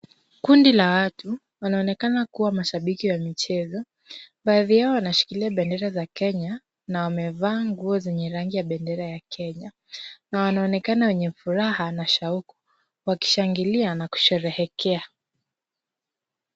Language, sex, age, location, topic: Swahili, female, 25-35, Kisumu, government